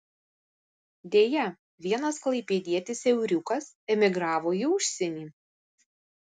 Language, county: Lithuanian, Vilnius